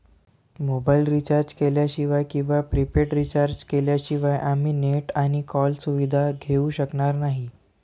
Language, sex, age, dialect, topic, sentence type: Marathi, male, 18-24, Varhadi, banking, statement